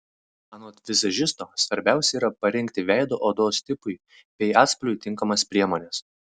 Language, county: Lithuanian, Vilnius